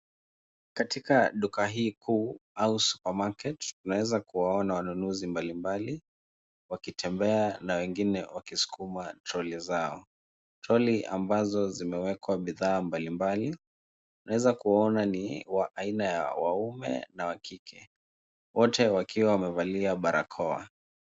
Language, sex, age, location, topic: Swahili, male, 18-24, Nairobi, finance